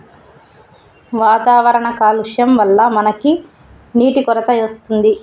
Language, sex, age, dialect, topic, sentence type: Telugu, female, 31-35, Telangana, agriculture, statement